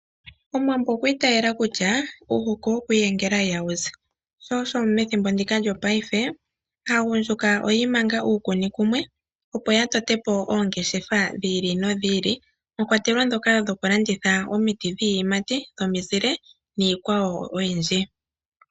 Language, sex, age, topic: Oshiwambo, male, 25-35, agriculture